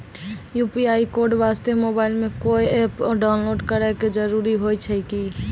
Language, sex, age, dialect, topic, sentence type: Maithili, female, 18-24, Angika, banking, question